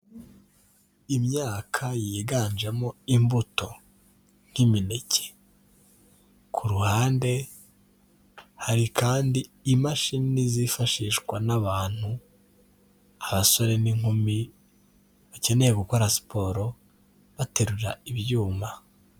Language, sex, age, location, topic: Kinyarwanda, male, 18-24, Kigali, health